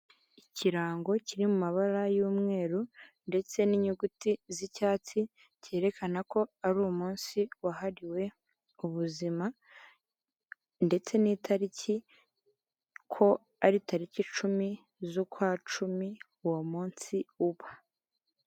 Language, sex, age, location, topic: Kinyarwanda, female, 36-49, Kigali, health